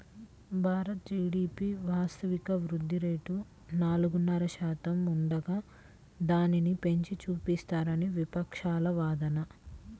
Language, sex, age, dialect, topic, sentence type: Telugu, female, 18-24, Central/Coastal, banking, statement